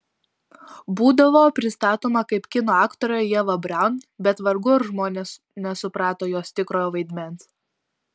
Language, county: Lithuanian, Vilnius